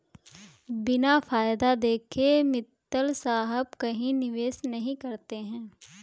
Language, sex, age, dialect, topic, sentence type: Hindi, female, 18-24, Kanauji Braj Bhasha, banking, statement